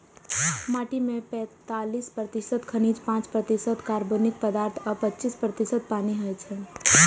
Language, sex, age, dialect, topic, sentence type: Maithili, female, 18-24, Eastern / Thethi, agriculture, statement